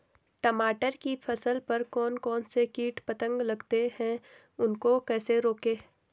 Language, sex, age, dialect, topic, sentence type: Hindi, female, 18-24, Garhwali, agriculture, question